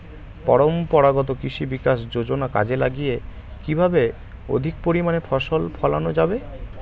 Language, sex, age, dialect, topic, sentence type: Bengali, male, 18-24, Standard Colloquial, agriculture, question